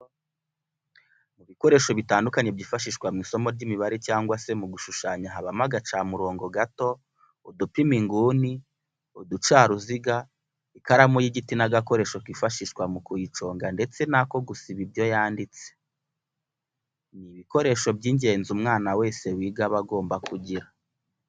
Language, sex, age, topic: Kinyarwanda, male, 25-35, education